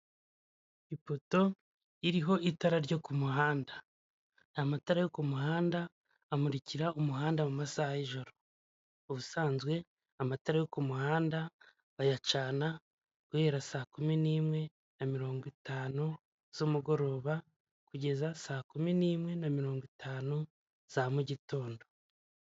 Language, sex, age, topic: Kinyarwanda, male, 25-35, government